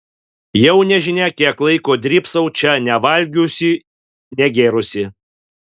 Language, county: Lithuanian, Panevėžys